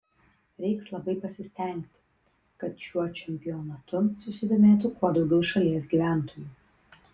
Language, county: Lithuanian, Kaunas